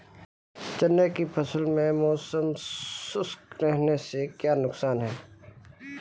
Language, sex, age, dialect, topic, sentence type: Hindi, male, 25-30, Marwari Dhudhari, agriculture, question